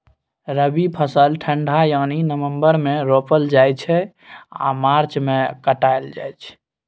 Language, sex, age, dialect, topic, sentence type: Maithili, male, 18-24, Bajjika, agriculture, statement